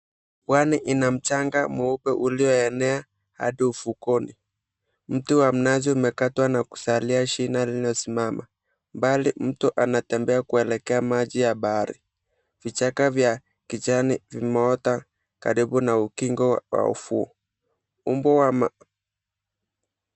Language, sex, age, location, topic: Swahili, male, 18-24, Mombasa, agriculture